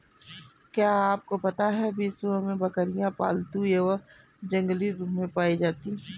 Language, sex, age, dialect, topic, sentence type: Hindi, female, 51-55, Kanauji Braj Bhasha, agriculture, statement